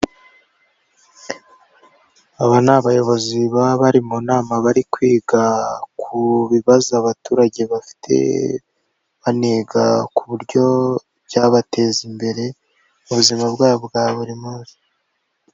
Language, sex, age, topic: Kinyarwanda, female, 25-35, government